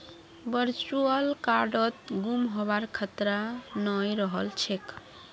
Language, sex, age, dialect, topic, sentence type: Magahi, female, 25-30, Northeastern/Surjapuri, banking, statement